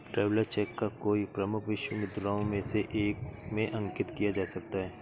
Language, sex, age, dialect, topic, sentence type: Hindi, male, 56-60, Awadhi Bundeli, banking, statement